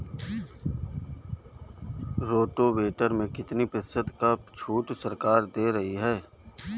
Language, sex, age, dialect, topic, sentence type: Hindi, male, 36-40, Awadhi Bundeli, agriculture, question